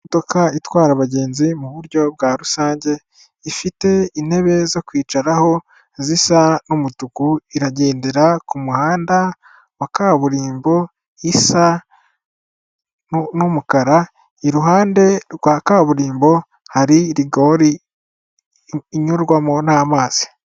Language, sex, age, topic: Kinyarwanda, female, 36-49, government